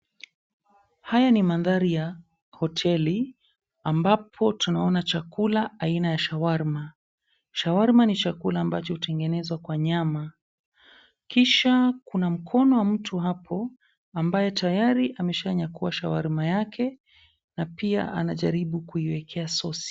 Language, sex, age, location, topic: Swahili, male, 25-35, Mombasa, agriculture